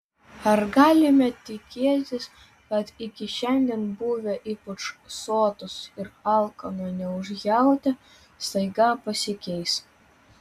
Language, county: Lithuanian, Vilnius